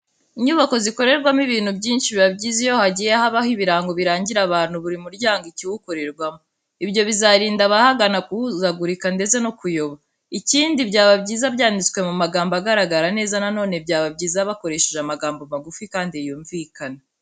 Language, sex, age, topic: Kinyarwanda, female, 18-24, education